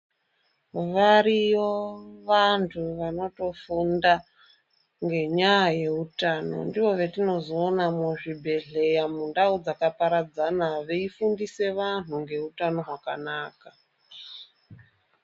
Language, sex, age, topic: Ndau, female, 25-35, health